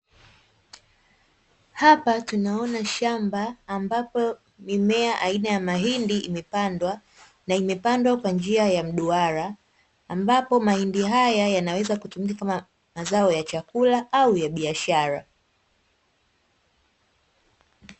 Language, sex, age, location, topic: Swahili, female, 18-24, Dar es Salaam, agriculture